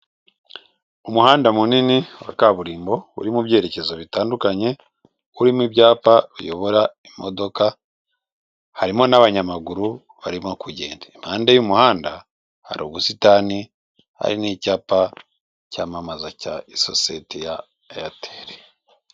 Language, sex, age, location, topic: Kinyarwanda, male, 36-49, Kigali, government